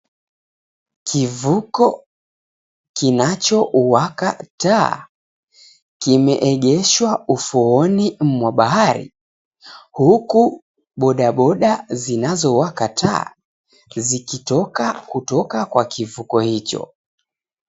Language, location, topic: Swahili, Mombasa, government